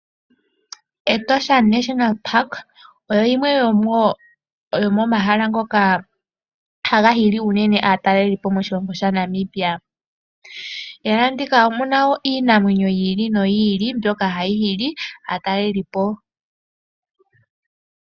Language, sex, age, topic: Oshiwambo, female, 18-24, agriculture